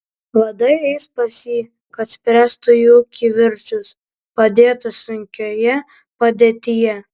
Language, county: Lithuanian, Kaunas